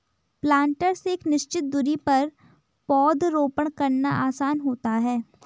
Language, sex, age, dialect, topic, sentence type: Hindi, female, 18-24, Garhwali, agriculture, statement